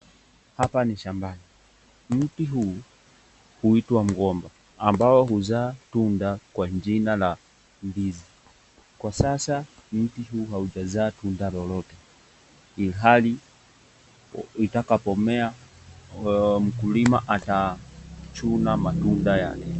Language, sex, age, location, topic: Swahili, male, 18-24, Nakuru, agriculture